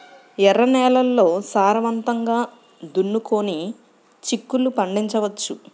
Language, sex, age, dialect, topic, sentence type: Telugu, female, 31-35, Central/Coastal, agriculture, question